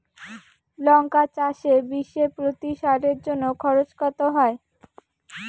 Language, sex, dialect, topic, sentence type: Bengali, female, Rajbangshi, agriculture, question